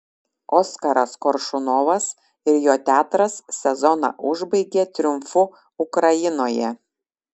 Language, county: Lithuanian, Šiauliai